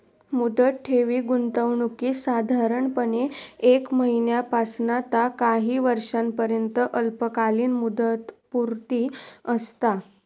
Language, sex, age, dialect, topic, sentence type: Marathi, female, 51-55, Southern Konkan, banking, statement